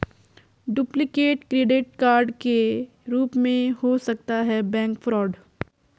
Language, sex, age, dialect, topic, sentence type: Hindi, female, 46-50, Garhwali, banking, statement